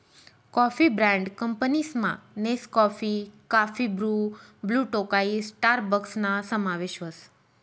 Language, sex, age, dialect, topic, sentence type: Marathi, female, 36-40, Northern Konkan, agriculture, statement